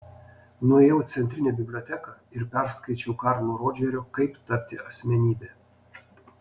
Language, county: Lithuanian, Panevėžys